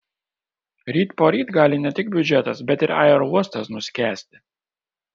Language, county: Lithuanian, Kaunas